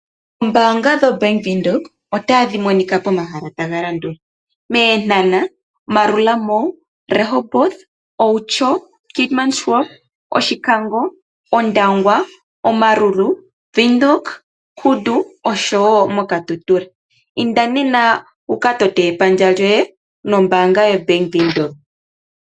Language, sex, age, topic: Oshiwambo, female, 18-24, finance